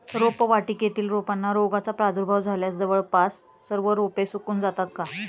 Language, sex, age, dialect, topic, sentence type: Marathi, female, 31-35, Standard Marathi, agriculture, question